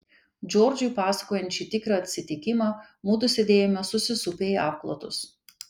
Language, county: Lithuanian, Kaunas